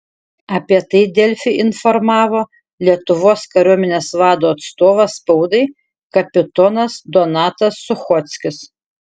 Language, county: Lithuanian, Šiauliai